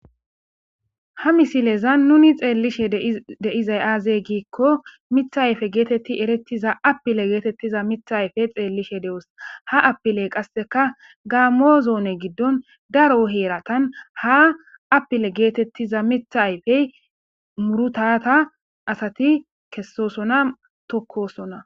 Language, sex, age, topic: Gamo, female, 18-24, agriculture